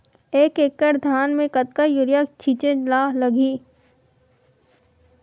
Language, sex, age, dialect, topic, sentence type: Chhattisgarhi, female, 25-30, Western/Budati/Khatahi, agriculture, question